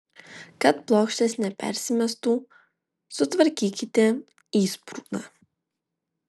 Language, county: Lithuanian, Vilnius